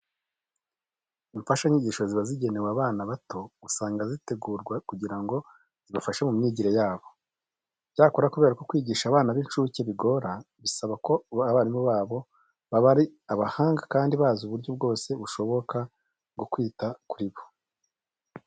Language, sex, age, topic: Kinyarwanda, male, 25-35, education